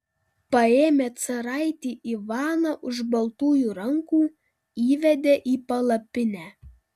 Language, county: Lithuanian, Panevėžys